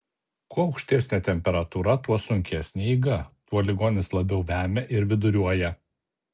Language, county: Lithuanian, Alytus